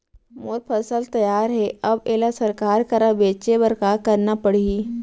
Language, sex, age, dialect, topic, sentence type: Chhattisgarhi, female, 18-24, Central, agriculture, question